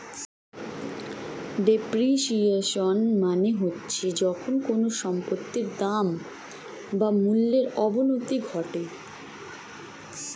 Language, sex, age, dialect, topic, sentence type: Bengali, female, 18-24, Standard Colloquial, banking, statement